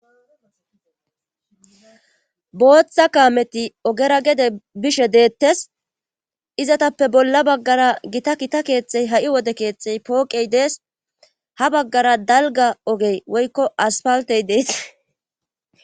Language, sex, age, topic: Gamo, female, 25-35, government